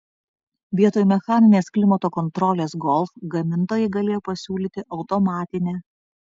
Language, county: Lithuanian, Vilnius